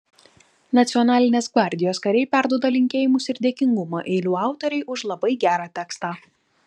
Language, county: Lithuanian, Kaunas